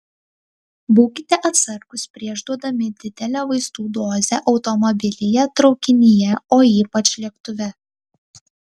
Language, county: Lithuanian, Tauragė